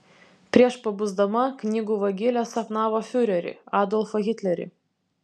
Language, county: Lithuanian, Vilnius